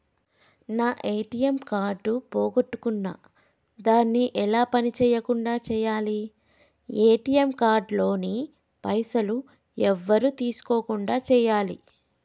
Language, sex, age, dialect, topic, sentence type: Telugu, female, 25-30, Telangana, banking, question